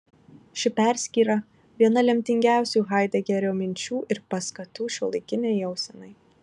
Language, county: Lithuanian, Marijampolė